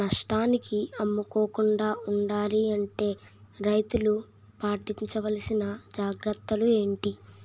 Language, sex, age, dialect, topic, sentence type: Telugu, male, 25-30, Utterandhra, agriculture, question